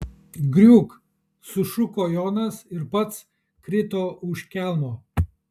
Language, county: Lithuanian, Kaunas